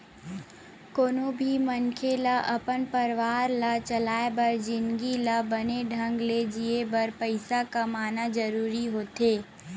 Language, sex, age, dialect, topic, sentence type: Chhattisgarhi, female, 60-100, Western/Budati/Khatahi, banking, statement